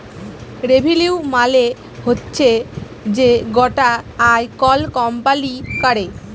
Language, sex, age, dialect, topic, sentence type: Bengali, female, 36-40, Jharkhandi, banking, statement